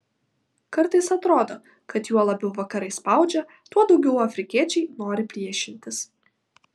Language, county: Lithuanian, Vilnius